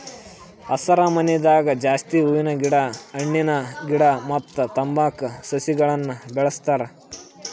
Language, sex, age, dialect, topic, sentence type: Kannada, male, 41-45, Northeastern, agriculture, statement